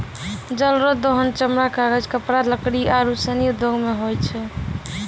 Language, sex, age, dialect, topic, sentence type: Maithili, female, 18-24, Angika, agriculture, statement